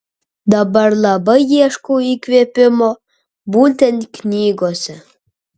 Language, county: Lithuanian, Kaunas